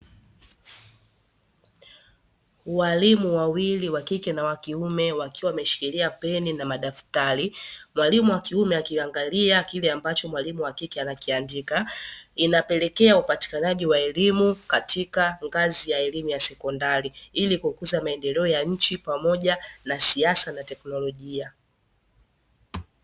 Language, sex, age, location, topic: Swahili, female, 18-24, Dar es Salaam, education